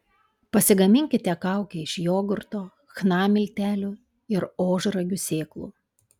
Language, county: Lithuanian, Panevėžys